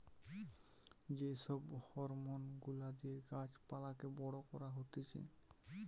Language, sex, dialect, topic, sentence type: Bengali, male, Western, agriculture, statement